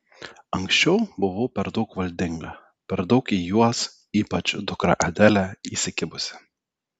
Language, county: Lithuanian, Telšiai